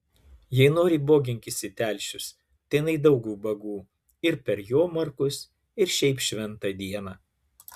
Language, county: Lithuanian, Klaipėda